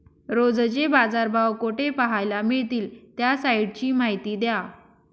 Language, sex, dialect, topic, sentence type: Marathi, female, Northern Konkan, agriculture, question